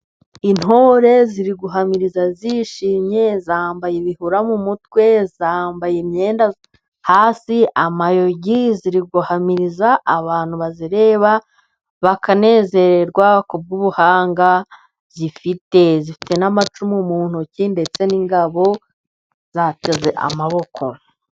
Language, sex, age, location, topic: Kinyarwanda, female, 25-35, Musanze, government